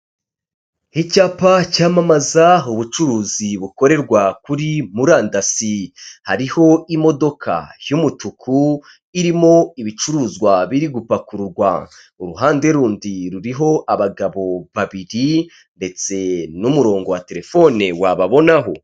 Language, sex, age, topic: Kinyarwanda, male, 25-35, finance